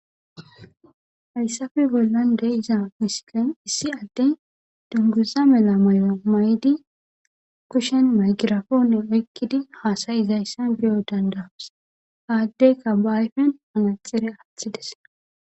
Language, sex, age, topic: Gamo, female, 25-35, government